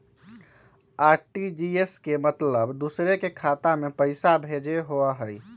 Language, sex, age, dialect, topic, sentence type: Magahi, male, 18-24, Western, banking, question